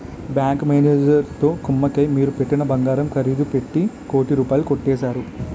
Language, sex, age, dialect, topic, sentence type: Telugu, male, 18-24, Utterandhra, banking, statement